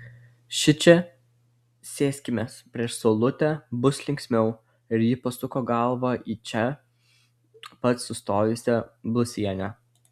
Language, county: Lithuanian, Klaipėda